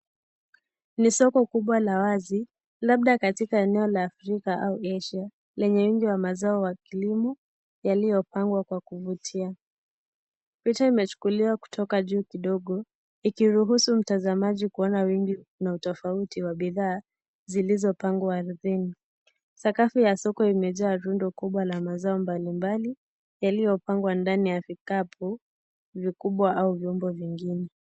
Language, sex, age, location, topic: Swahili, female, 18-24, Kisii, finance